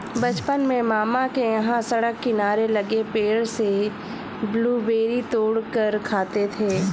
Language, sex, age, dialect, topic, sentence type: Hindi, female, 25-30, Awadhi Bundeli, agriculture, statement